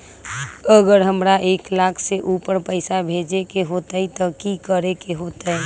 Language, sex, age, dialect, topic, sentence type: Magahi, female, 25-30, Western, banking, question